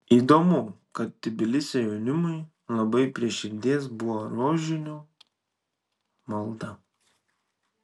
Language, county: Lithuanian, Šiauliai